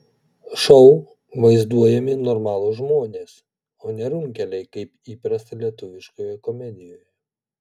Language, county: Lithuanian, Vilnius